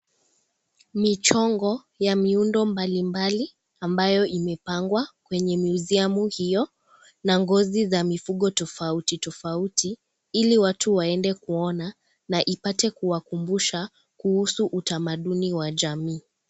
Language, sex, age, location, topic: Swahili, female, 36-49, Kisii, finance